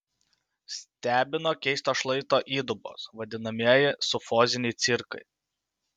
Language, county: Lithuanian, Utena